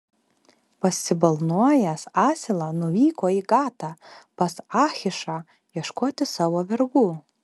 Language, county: Lithuanian, Alytus